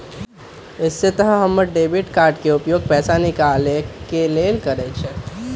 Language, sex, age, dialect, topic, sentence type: Magahi, male, 18-24, Western, banking, statement